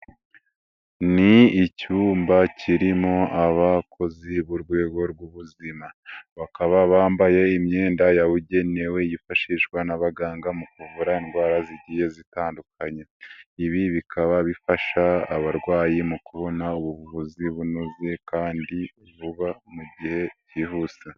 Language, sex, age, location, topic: Kinyarwanda, female, 18-24, Nyagatare, health